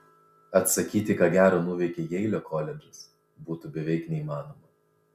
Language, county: Lithuanian, Vilnius